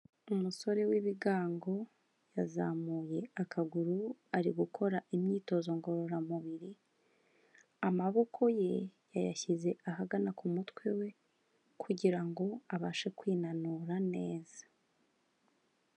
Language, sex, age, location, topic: Kinyarwanda, female, 25-35, Kigali, health